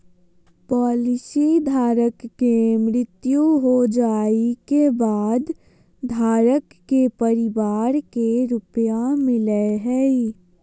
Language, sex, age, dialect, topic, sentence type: Magahi, female, 18-24, Southern, banking, statement